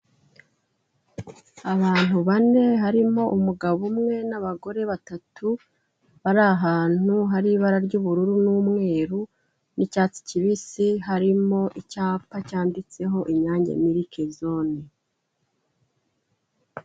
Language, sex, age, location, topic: Kinyarwanda, female, 36-49, Kigali, finance